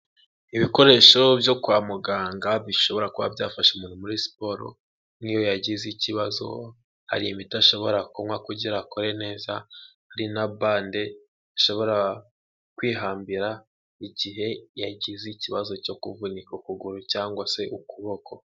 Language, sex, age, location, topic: Kinyarwanda, male, 18-24, Huye, health